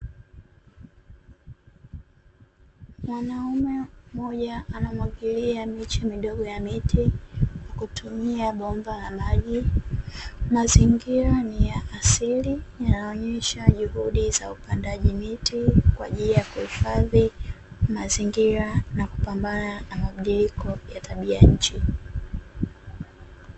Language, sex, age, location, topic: Swahili, female, 18-24, Dar es Salaam, agriculture